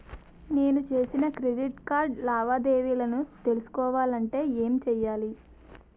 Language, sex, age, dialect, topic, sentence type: Telugu, female, 18-24, Utterandhra, banking, question